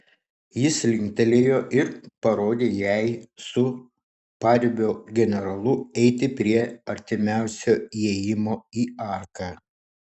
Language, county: Lithuanian, Šiauliai